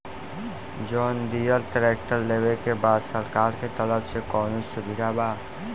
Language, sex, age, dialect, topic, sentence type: Bhojpuri, male, <18, Southern / Standard, agriculture, question